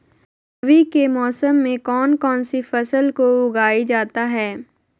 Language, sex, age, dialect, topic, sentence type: Magahi, female, 51-55, Southern, agriculture, question